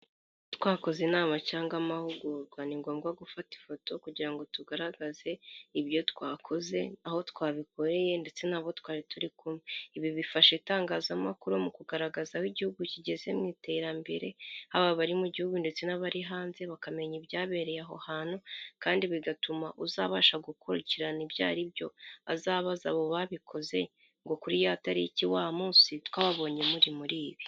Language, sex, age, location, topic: Kinyarwanda, female, 25-35, Kigali, health